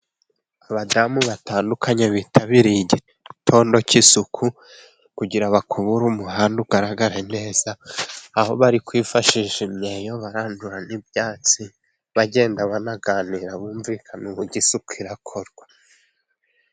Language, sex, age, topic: Kinyarwanda, male, 25-35, government